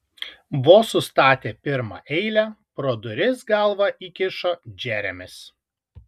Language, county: Lithuanian, Kaunas